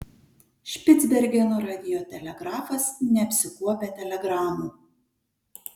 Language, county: Lithuanian, Kaunas